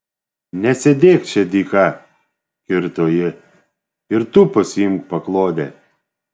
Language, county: Lithuanian, Šiauliai